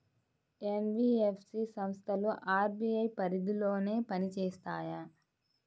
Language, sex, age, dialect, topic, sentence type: Telugu, female, 18-24, Central/Coastal, banking, question